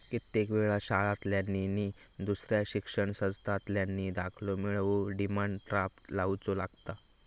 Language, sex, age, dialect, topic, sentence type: Marathi, male, 18-24, Southern Konkan, banking, statement